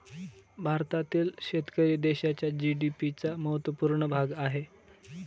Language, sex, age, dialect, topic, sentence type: Marathi, male, 18-24, Northern Konkan, agriculture, statement